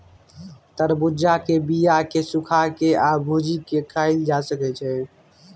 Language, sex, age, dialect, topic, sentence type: Maithili, male, 25-30, Bajjika, agriculture, statement